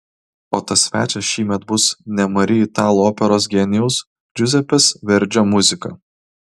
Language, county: Lithuanian, Kaunas